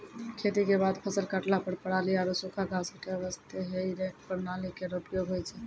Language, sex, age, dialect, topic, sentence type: Maithili, female, 31-35, Angika, agriculture, statement